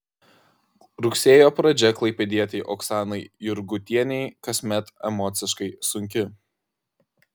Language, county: Lithuanian, Kaunas